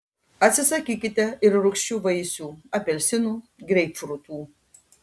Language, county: Lithuanian, Panevėžys